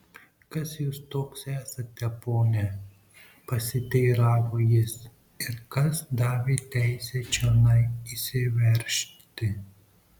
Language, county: Lithuanian, Marijampolė